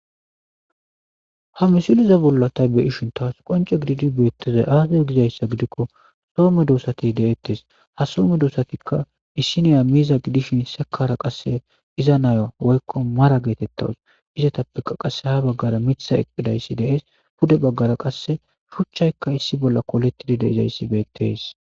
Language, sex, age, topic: Gamo, male, 25-35, agriculture